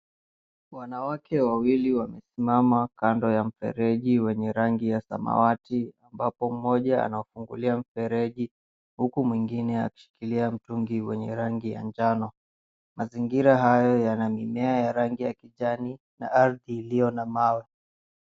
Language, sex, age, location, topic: Swahili, male, 18-24, Mombasa, health